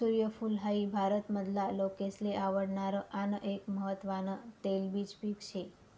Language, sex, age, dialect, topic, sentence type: Marathi, female, 25-30, Northern Konkan, agriculture, statement